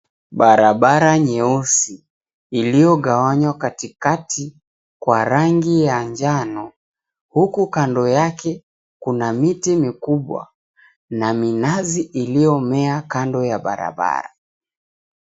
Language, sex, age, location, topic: Swahili, male, 25-35, Mombasa, government